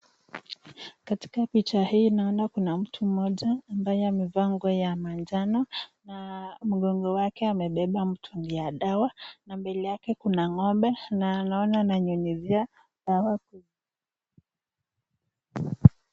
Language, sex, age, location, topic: Swahili, female, 50+, Nakuru, agriculture